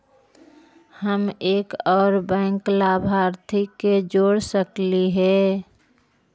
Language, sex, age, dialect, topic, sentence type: Magahi, female, 60-100, Central/Standard, banking, question